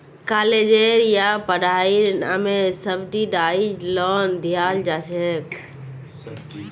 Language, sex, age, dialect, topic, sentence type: Magahi, female, 36-40, Northeastern/Surjapuri, banking, statement